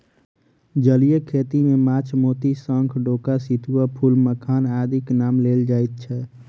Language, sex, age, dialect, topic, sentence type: Maithili, male, 41-45, Southern/Standard, agriculture, statement